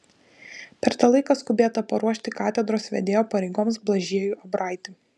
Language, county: Lithuanian, Vilnius